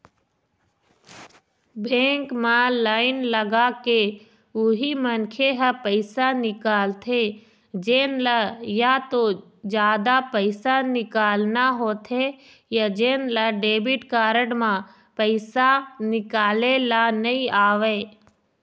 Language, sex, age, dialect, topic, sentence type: Chhattisgarhi, female, 25-30, Eastern, banking, statement